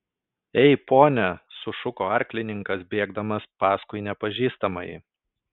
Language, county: Lithuanian, Kaunas